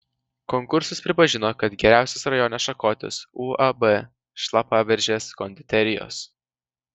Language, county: Lithuanian, Vilnius